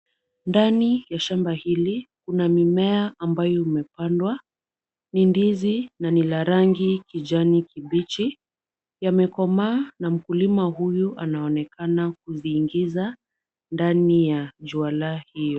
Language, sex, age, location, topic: Swahili, female, 50+, Kisumu, agriculture